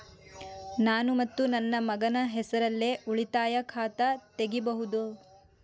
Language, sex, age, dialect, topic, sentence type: Kannada, female, 18-24, Dharwad Kannada, banking, question